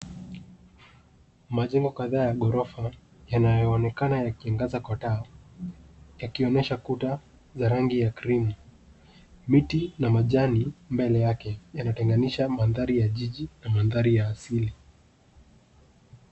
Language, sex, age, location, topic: Swahili, male, 18-24, Nairobi, finance